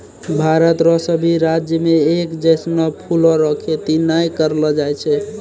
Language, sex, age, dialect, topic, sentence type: Maithili, male, 18-24, Angika, agriculture, statement